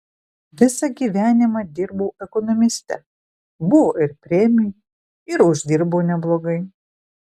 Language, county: Lithuanian, Vilnius